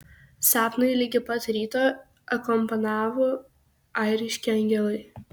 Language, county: Lithuanian, Kaunas